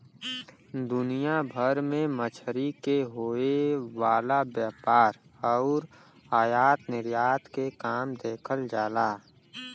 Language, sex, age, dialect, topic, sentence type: Bhojpuri, male, 18-24, Western, agriculture, statement